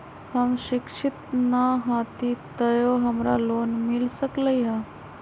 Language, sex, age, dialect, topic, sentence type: Magahi, female, 25-30, Western, banking, question